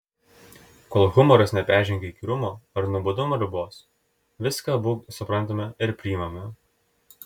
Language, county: Lithuanian, Telšiai